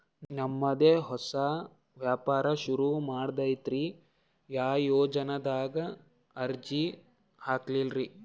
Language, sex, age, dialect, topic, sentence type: Kannada, male, 18-24, Northeastern, banking, question